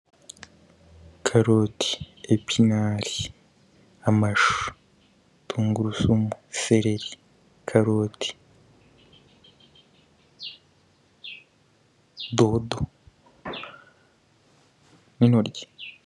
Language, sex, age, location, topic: Kinyarwanda, male, 18-24, Kigali, finance